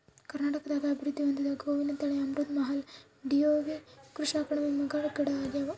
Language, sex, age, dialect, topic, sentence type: Kannada, female, 18-24, Central, agriculture, statement